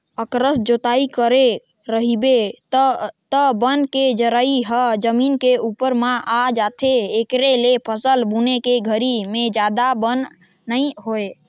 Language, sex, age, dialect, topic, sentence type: Chhattisgarhi, male, 25-30, Northern/Bhandar, agriculture, statement